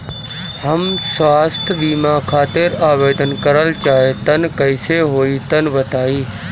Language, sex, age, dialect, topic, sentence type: Bhojpuri, male, 31-35, Northern, banking, question